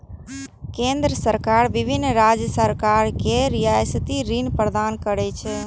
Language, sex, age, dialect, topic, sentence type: Maithili, female, 18-24, Eastern / Thethi, banking, statement